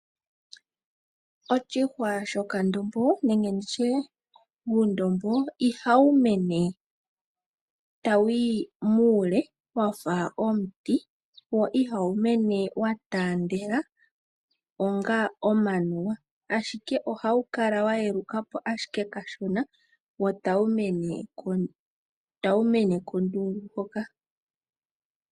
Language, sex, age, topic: Oshiwambo, female, 18-24, agriculture